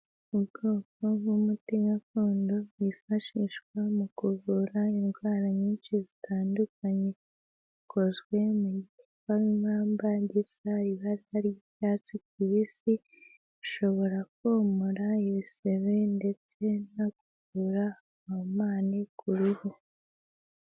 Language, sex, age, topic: Kinyarwanda, female, 18-24, health